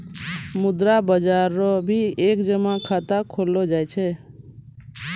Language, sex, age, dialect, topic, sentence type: Maithili, female, 36-40, Angika, banking, statement